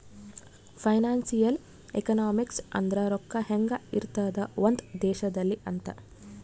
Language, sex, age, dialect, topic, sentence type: Kannada, female, 25-30, Central, banking, statement